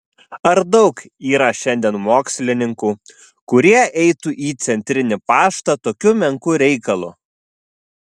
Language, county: Lithuanian, Vilnius